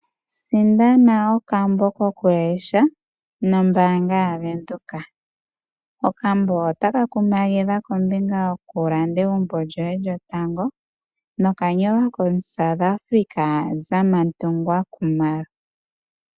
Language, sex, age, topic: Oshiwambo, female, 18-24, finance